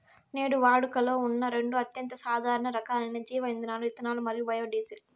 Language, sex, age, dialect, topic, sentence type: Telugu, female, 60-100, Southern, agriculture, statement